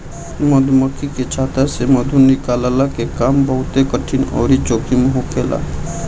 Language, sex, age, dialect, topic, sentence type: Bhojpuri, male, 18-24, Northern, agriculture, statement